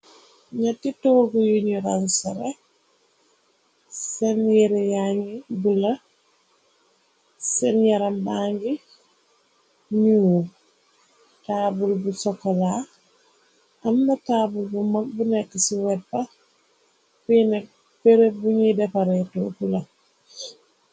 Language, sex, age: Wolof, female, 25-35